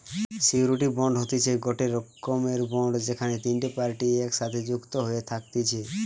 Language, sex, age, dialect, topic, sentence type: Bengali, male, 18-24, Western, banking, statement